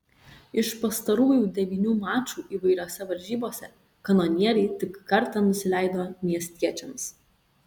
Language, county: Lithuanian, Kaunas